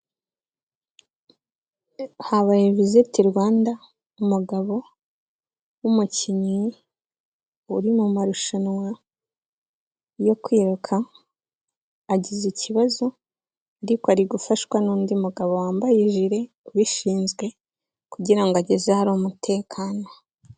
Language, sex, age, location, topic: Kinyarwanda, female, 18-24, Kigali, health